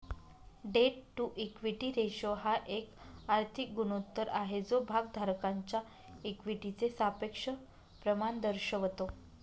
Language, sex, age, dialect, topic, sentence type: Marathi, female, 31-35, Northern Konkan, banking, statement